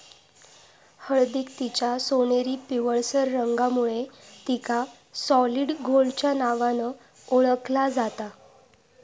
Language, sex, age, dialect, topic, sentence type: Marathi, female, 18-24, Southern Konkan, agriculture, statement